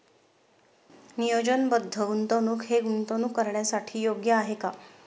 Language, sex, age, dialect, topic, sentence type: Marathi, female, 36-40, Standard Marathi, banking, question